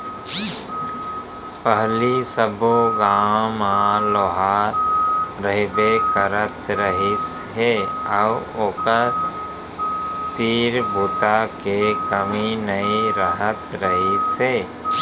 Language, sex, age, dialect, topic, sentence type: Chhattisgarhi, male, 41-45, Central, agriculture, statement